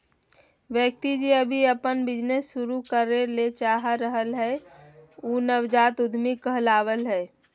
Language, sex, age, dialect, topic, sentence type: Magahi, female, 25-30, Southern, banking, statement